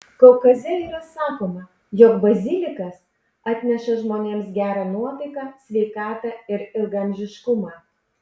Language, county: Lithuanian, Panevėžys